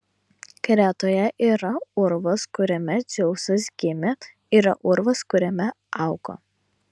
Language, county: Lithuanian, Vilnius